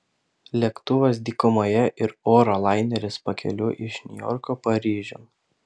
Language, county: Lithuanian, Panevėžys